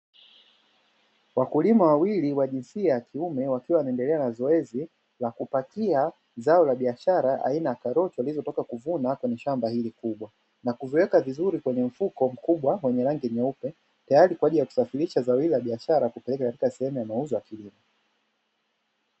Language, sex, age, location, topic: Swahili, male, 36-49, Dar es Salaam, agriculture